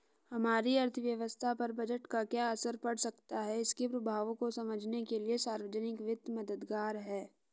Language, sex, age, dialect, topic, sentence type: Hindi, female, 46-50, Hindustani Malvi Khadi Boli, banking, statement